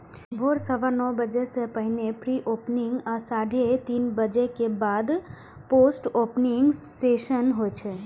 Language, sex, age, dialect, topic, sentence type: Maithili, female, 18-24, Eastern / Thethi, banking, statement